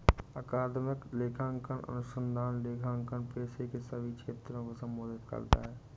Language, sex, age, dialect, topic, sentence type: Hindi, male, 18-24, Awadhi Bundeli, banking, statement